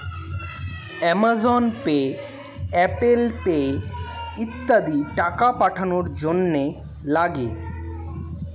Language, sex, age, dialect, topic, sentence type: Bengali, male, 18-24, Standard Colloquial, banking, statement